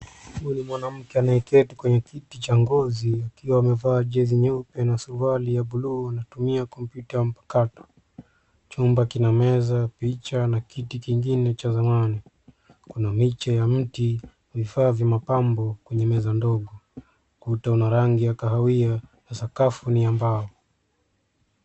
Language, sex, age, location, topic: Swahili, male, 25-35, Nairobi, education